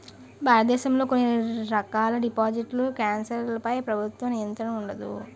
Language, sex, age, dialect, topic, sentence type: Telugu, male, 18-24, Utterandhra, banking, statement